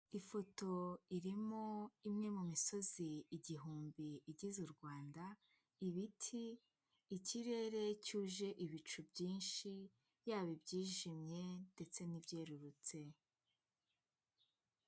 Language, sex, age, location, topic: Kinyarwanda, female, 18-24, Nyagatare, agriculture